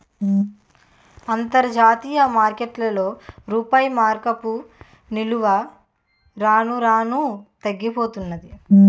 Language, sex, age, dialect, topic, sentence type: Telugu, female, 18-24, Utterandhra, banking, statement